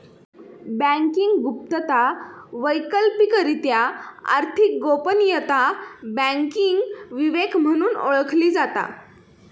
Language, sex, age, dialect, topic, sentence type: Marathi, female, 18-24, Southern Konkan, banking, statement